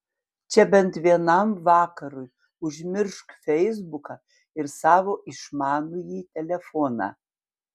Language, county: Lithuanian, Panevėžys